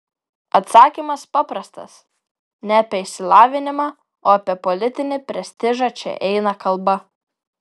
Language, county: Lithuanian, Vilnius